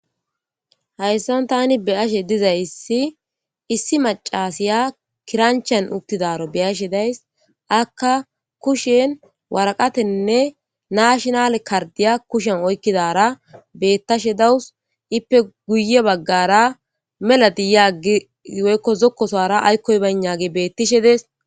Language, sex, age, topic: Gamo, female, 18-24, government